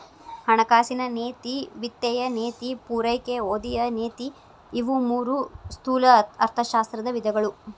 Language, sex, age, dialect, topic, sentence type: Kannada, female, 25-30, Dharwad Kannada, banking, statement